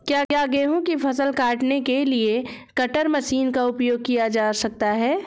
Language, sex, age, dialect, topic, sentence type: Hindi, female, 36-40, Awadhi Bundeli, agriculture, question